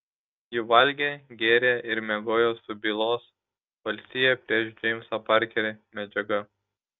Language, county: Lithuanian, Šiauliai